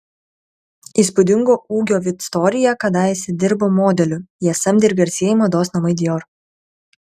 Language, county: Lithuanian, Kaunas